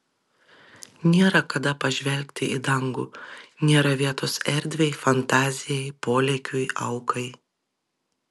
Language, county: Lithuanian, Vilnius